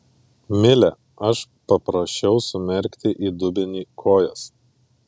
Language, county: Lithuanian, Vilnius